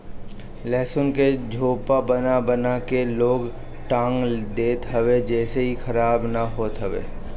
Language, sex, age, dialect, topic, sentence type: Bhojpuri, male, 25-30, Northern, agriculture, statement